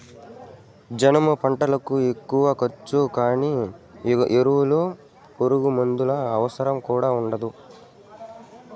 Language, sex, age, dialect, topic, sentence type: Telugu, male, 18-24, Southern, agriculture, statement